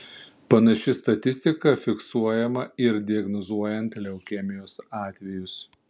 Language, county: Lithuanian, Panevėžys